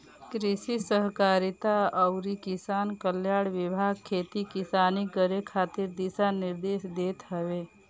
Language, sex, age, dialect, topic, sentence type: Bhojpuri, female, 36-40, Northern, agriculture, statement